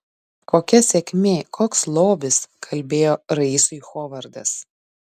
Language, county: Lithuanian, Šiauliai